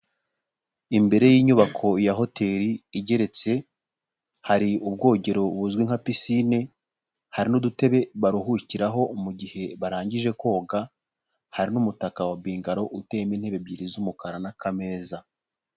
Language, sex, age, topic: Kinyarwanda, male, 18-24, finance